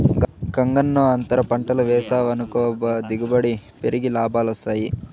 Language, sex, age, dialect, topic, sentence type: Telugu, male, 51-55, Southern, agriculture, statement